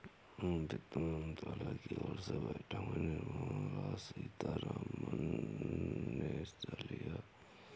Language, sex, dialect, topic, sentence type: Hindi, male, Kanauji Braj Bhasha, banking, statement